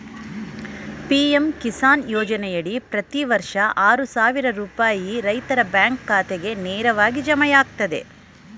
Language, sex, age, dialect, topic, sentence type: Kannada, female, 41-45, Mysore Kannada, agriculture, statement